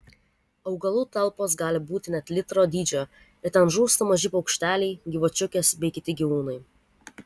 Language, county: Lithuanian, Vilnius